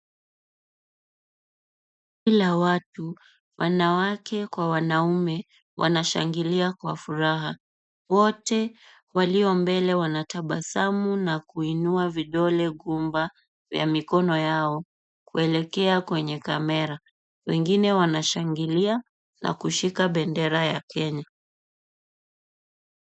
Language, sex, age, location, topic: Swahili, female, 18-24, Kisumu, government